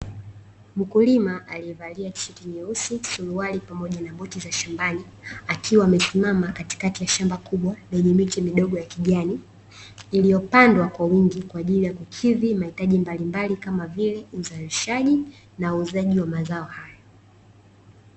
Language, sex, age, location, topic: Swahili, female, 18-24, Dar es Salaam, agriculture